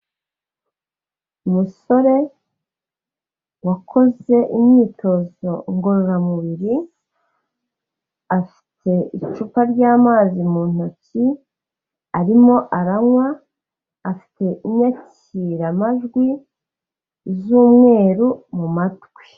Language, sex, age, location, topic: Kinyarwanda, female, 36-49, Kigali, health